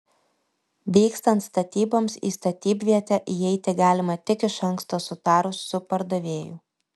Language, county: Lithuanian, Vilnius